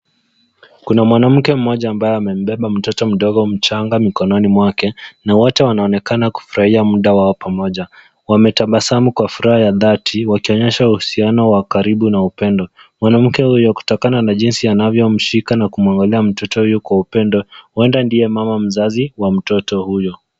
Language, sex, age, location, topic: Swahili, male, 18-24, Nairobi, education